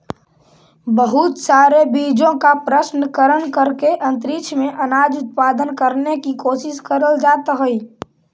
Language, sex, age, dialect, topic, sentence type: Magahi, male, 18-24, Central/Standard, agriculture, statement